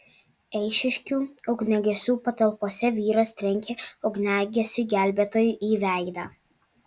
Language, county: Lithuanian, Alytus